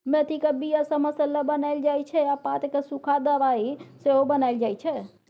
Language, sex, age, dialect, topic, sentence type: Maithili, female, 60-100, Bajjika, agriculture, statement